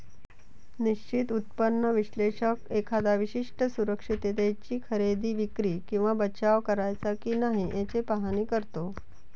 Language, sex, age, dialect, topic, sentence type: Marathi, female, 41-45, Varhadi, banking, statement